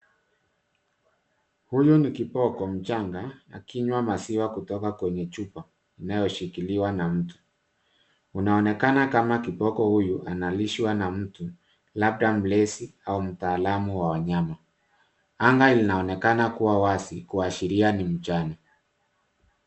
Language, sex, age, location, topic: Swahili, male, 50+, Nairobi, government